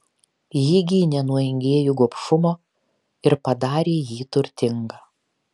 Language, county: Lithuanian, Kaunas